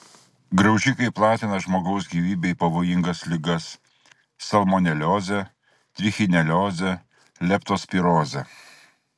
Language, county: Lithuanian, Klaipėda